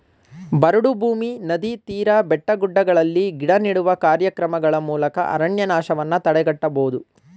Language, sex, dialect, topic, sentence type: Kannada, male, Mysore Kannada, agriculture, statement